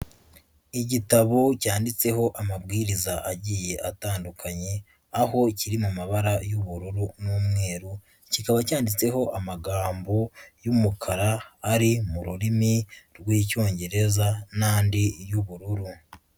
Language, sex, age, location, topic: Kinyarwanda, male, 25-35, Huye, agriculture